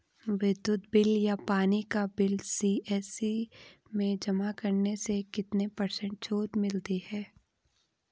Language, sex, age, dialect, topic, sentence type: Hindi, female, 18-24, Garhwali, banking, question